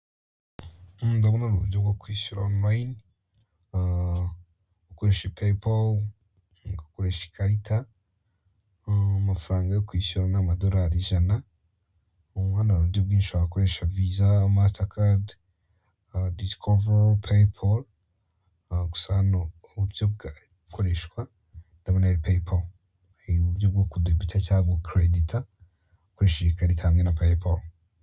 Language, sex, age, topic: Kinyarwanda, male, 18-24, finance